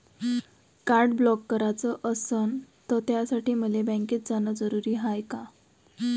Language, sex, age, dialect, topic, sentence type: Marathi, female, 18-24, Varhadi, banking, question